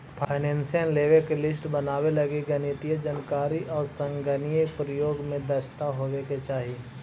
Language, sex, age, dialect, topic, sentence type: Magahi, male, 25-30, Central/Standard, banking, statement